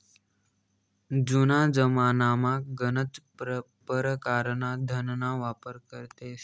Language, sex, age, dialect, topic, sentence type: Marathi, male, 18-24, Northern Konkan, banking, statement